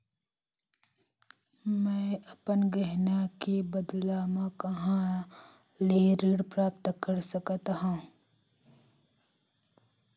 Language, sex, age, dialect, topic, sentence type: Chhattisgarhi, female, 60-100, Central, banking, statement